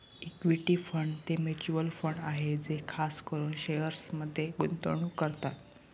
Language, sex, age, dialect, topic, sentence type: Marathi, male, 18-24, Northern Konkan, banking, statement